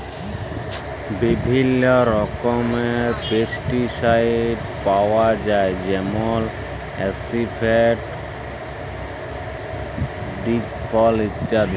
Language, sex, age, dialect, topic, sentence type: Bengali, male, 18-24, Jharkhandi, agriculture, statement